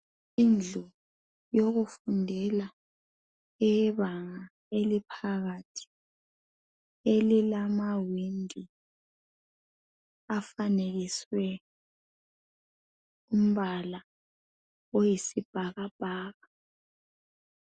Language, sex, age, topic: North Ndebele, male, 25-35, education